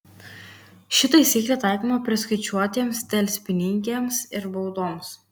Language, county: Lithuanian, Kaunas